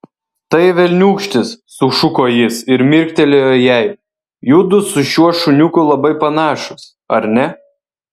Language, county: Lithuanian, Vilnius